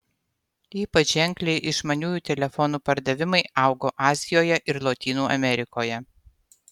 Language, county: Lithuanian, Utena